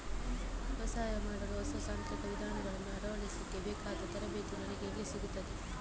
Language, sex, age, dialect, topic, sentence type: Kannada, female, 18-24, Coastal/Dakshin, agriculture, question